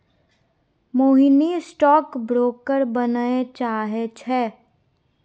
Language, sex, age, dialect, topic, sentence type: Maithili, female, 18-24, Bajjika, banking, statement